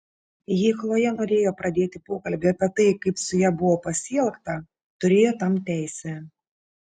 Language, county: Lithuanian, Šiauliai